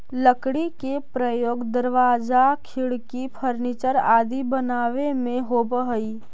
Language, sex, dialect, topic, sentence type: Magahi, female, Central/Standard, banking, statement